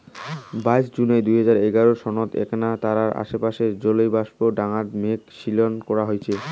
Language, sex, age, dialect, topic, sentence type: Bengali, male, 18-24, Rajbangshi, agriculture, statement